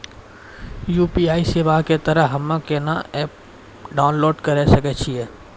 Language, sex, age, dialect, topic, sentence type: Maithili, male, 41-45, Angika, banking, question